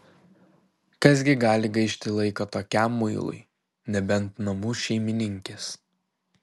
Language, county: Lithuanian, Panevėžys